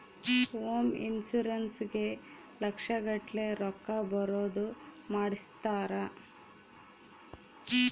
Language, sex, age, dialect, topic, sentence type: Kannada, female, 36-40, Central, banking, statement